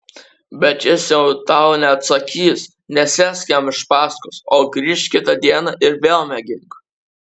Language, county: Lithuanian, Kaunas